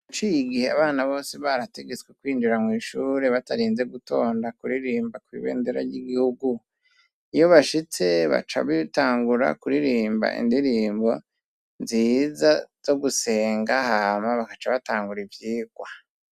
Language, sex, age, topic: Rundi, male, 36-49, education